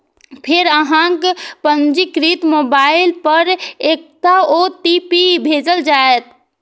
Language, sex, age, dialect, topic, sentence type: Maithili, female, 46-50, Eastern / Thethi, banking, statement